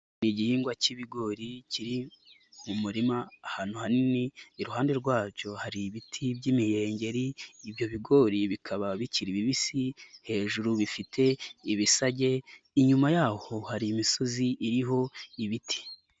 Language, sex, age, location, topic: Kinyarwanda, male, 18-24, Nyagatare, agriculture